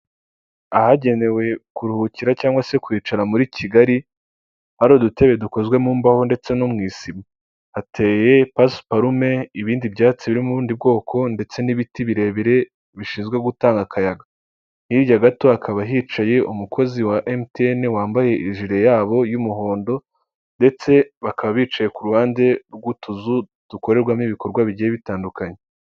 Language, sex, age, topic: Kinyarwanda, male, 18-24, government